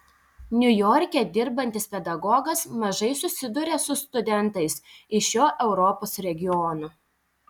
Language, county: Lithuanian, Telšiai